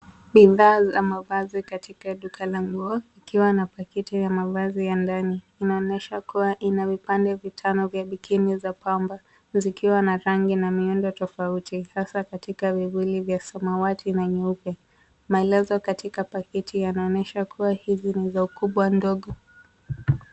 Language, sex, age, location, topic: Swahili, female, 18-24, Nairobi, finance